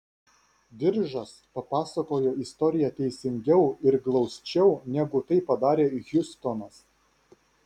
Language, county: Lithuanian, Vilnius